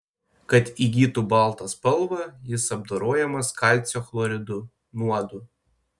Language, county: Lithuanian, Panevėžys